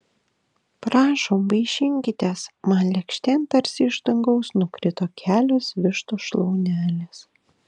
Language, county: Lithuanian, Kaunas